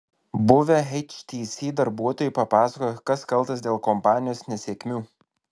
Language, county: Lithuanian, Alytus